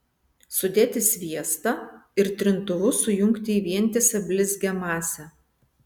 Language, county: Lithuanian, Vilnius